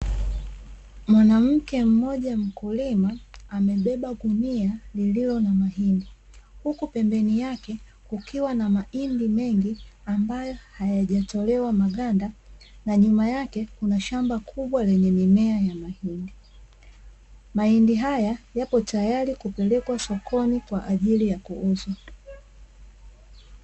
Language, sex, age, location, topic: Swahili, female, 25-35, Dar es Salaam, agriculture